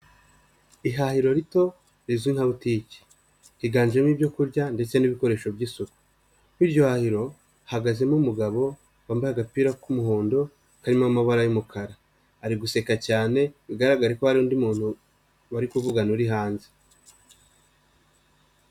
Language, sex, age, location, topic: Kinyarwanda, male, 25-35, Nyagatare, finance